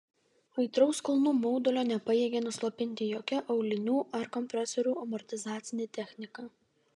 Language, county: Lithuanian, Vilnius